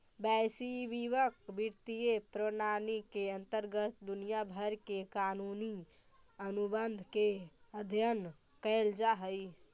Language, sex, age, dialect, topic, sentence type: Magahi, female, 18-24, Central/Standard, banking, statement